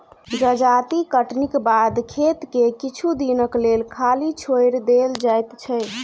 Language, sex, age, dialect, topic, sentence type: Maithili, female, 18-24, Southern/Standard, agriculture, statement